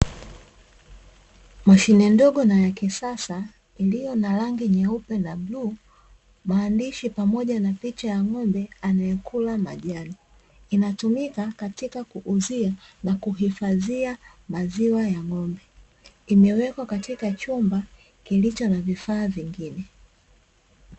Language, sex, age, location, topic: Swahili, female, 25-35, Dar es Salaam, finance